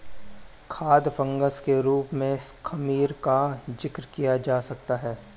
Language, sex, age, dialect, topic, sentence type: Hindi, male, 25-30, Marwari Dhudhari, agriculture, statement